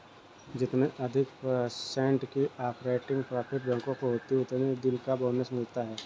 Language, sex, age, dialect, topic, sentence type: Hindi, male, 56-60, Kanauji Braj Bhasha, banking, statement